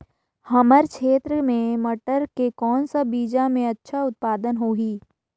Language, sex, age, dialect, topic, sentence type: Chhattisgarhi, female, 31-35, Northern/Bhandar, agriculture, question